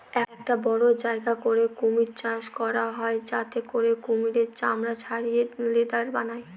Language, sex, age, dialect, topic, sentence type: Bengali, female, 31-35, Northern/Varendri, agriculture, statement